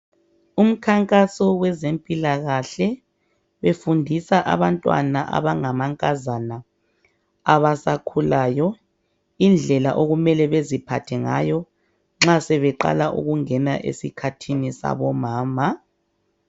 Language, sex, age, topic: North Ndebele, female, 50+, health